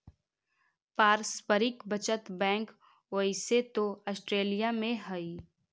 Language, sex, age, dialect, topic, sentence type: Magahi, female, 18-24, Central/Standard, agriculture, statement